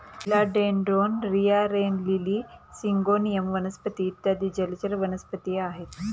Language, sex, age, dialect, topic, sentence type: Marathi, female, 31-35, Standard Marathi, agriculture, statement